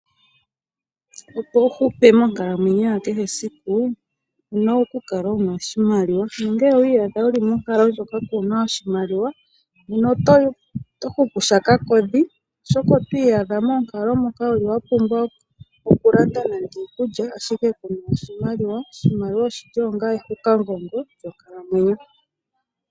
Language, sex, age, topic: Oshiwambo, female, 25-35, finance